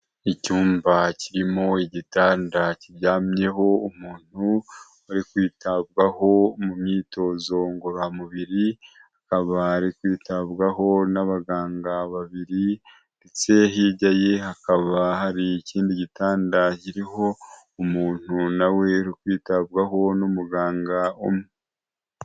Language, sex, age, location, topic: Kinyarwanda, male, 25-35, Huye, health